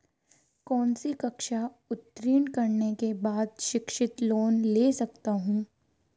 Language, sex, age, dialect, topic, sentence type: Hindi, female, 18-24, Marwari Dhudhari, banking, question